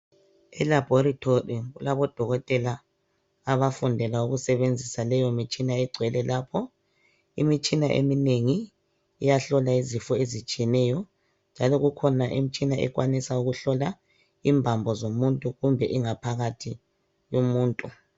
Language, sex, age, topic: North Ndebele, female, 50+, health